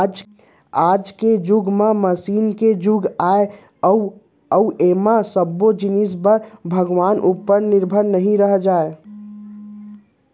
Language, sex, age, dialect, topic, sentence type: Chhattisgarhi, male, 60-100, Central, agriculture, statement